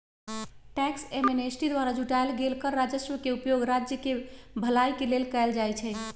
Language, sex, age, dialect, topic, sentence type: Magahi, female, 56-60, Western, banking, statement